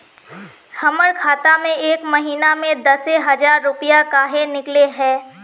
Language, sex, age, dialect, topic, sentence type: Magahi, female, 18-24, Northeastern/Surjapuri, banking, question